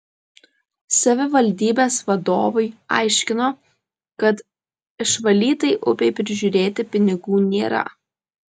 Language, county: Lithuanian, Vilnius